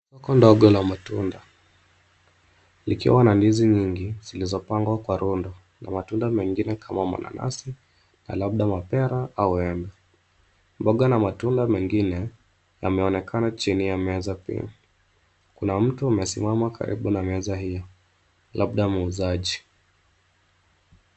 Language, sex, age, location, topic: Swahili, male, 25-35, Nairobi, finance